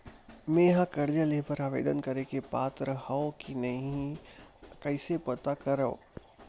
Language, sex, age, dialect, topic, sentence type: Chhattisgarhi, male, 60-100, Western/Budati/Khatahi, banking, statement